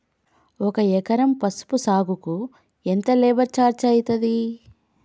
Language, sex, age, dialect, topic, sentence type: Telugu, female, 25-30, Telangana, agriculture, question